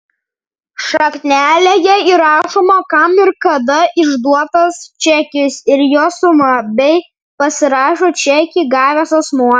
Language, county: Lithuanian, Vilnius